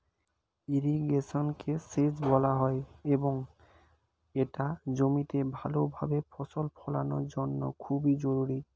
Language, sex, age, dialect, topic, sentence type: Bengali, male, 18-24, Standard Colloquial, agriculture, statement